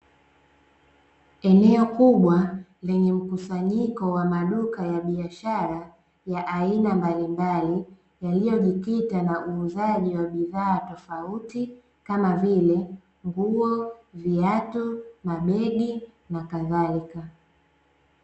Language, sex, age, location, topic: Swahili, female, 18-24, Dar es Salaam, finance